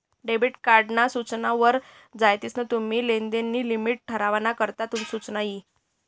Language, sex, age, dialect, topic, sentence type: Marathi, female, 51-55, Northern Konkan, banking, statement